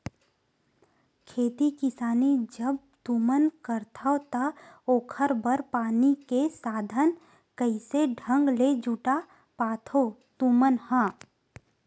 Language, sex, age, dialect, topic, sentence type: Chhattisgarhi, female, 18-24, Western/Budati/Khatahi, agriculture, statement